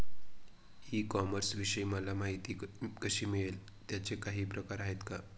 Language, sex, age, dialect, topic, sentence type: Marathi, male, 25-30, Northern Konkan, agriculture, question